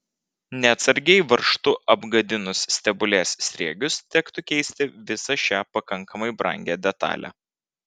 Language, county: Lithuanian, Vilnius